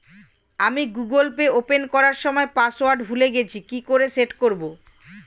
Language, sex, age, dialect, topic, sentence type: Bengali, female, 41-45, Standard Colloquial, banking, question